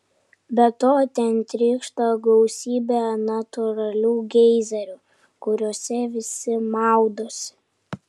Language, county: Lithuanian, Kaunas